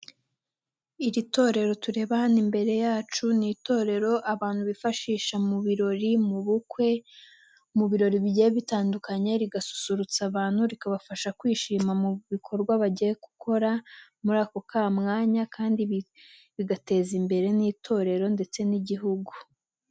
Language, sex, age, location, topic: Kinyarwanda, female, 18-24, Nyagatare, government